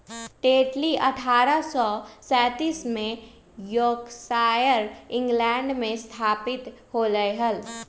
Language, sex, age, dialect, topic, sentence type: Magahi, female, 31-35, Western, agriculture, statement